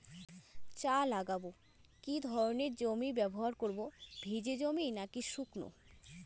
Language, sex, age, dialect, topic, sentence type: Bengali, female, 18-24, Rajbangshi, agriculture, question